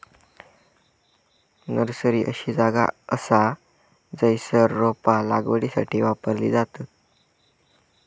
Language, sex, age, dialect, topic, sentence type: Marathi, male, 25-30, Southern Konkan, agriculture, statement